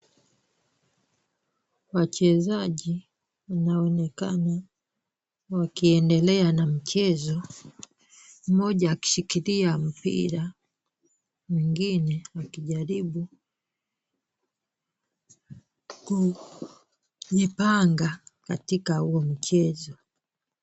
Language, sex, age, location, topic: Swahili, female, 25-35, Kisumu, government